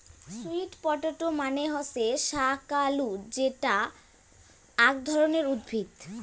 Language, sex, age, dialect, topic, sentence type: Bengali, female, 18-24, Rajbangshi, agriculture, statement